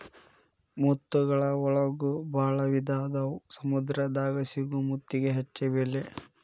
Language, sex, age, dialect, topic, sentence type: Kannada, male, 18-24, Dharwad Kannada, agriculture, statement